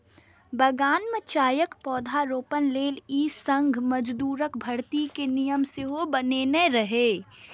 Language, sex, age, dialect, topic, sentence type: Maithili, female, 25-30, Eastern / Thethi, agriculture, statement